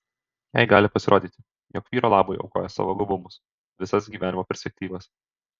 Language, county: Lithuanian, Alytus